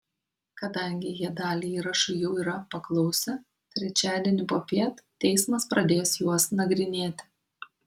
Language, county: Lithuanian, Kaunas